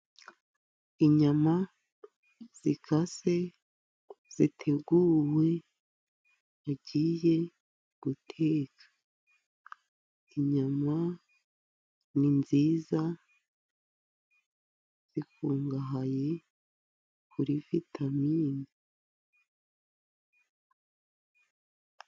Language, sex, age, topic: Kinyarwanda, female, 50+, agriculture